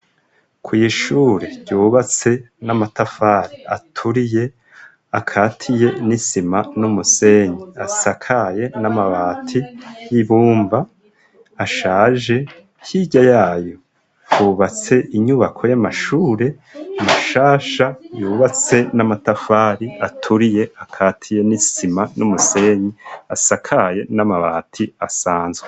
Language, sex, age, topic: Rundi, male, 50+, education